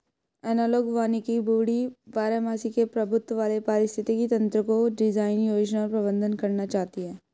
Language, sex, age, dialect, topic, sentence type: Hindi, female, 18-24, Hindustani Malvi Khadi Boli, agriculture, statement